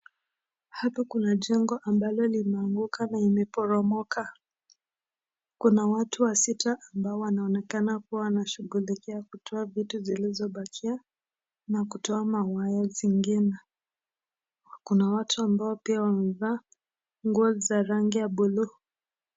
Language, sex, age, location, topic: Swahili, male, 18-24, Nakuru, health